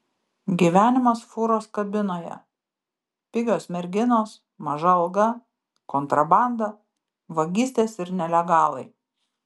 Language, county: Lithuanian, Kaunas